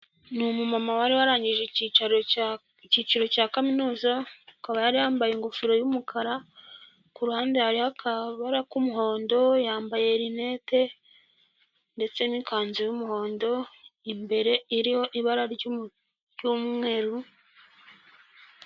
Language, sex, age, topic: Kinyarwanda, female, 25-35, government